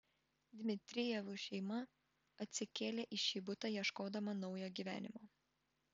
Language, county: Lithuanian, Vilnius